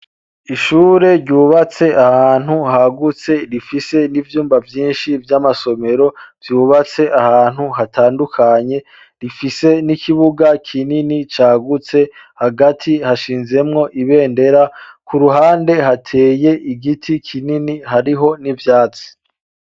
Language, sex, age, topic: Rundi, male, 25-35, education